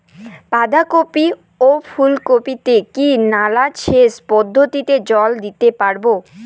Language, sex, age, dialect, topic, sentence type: Bengali, female, 18-24, Rajbangshi, agriculture, question